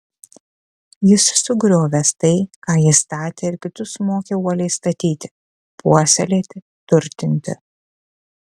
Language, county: Lithuanian, Kaunas